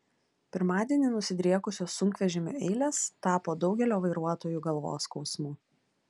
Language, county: Lithuanian, Klaipėda